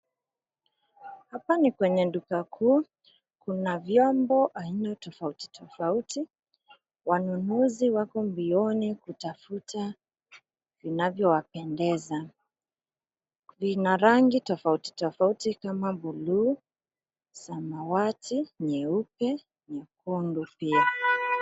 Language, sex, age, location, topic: Swahili, female, 25-35, Nairobi, finance